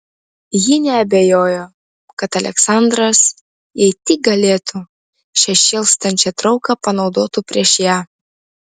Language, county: Lithuanian, Vilnius